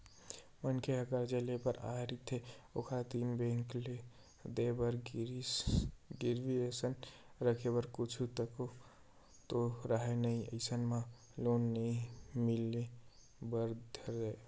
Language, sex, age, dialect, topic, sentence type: Chhattisgarhi, male, 18-24, Western/Budati/Khatahi, banking, statement